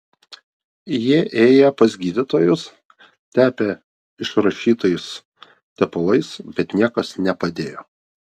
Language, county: Lithuanian, Vilnius